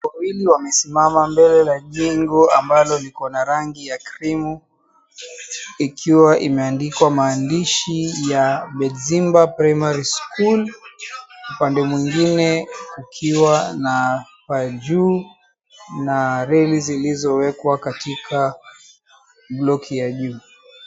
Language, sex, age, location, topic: Swahili, male, 36-49, Mombasa, education